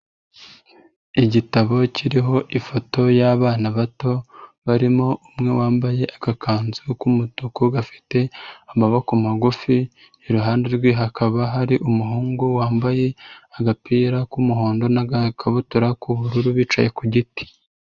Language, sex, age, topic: Kinyarwanda, female, 36-49, education